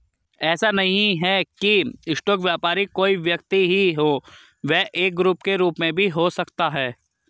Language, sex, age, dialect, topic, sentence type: Hindi, male, 31-35, Hindustani Malvi Khadi Boli, banking, statement